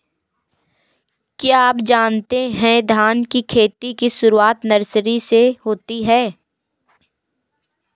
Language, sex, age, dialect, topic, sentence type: Hindi, female, 18-24, Kanauji Braj Bhasha, agriculture, statement